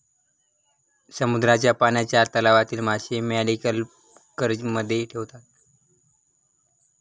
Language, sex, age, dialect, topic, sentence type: Marathi, male, 18-24, Standard Marathi, agriculture, statement